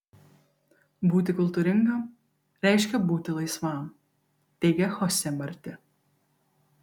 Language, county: Lithuanian, Kaunas